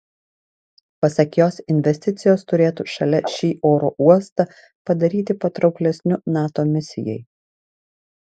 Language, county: Lithuanian, Vilnius